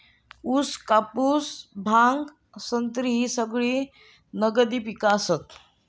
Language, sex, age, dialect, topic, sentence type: Marathi, male, 31-35, Southern Konkan, agriculture, statement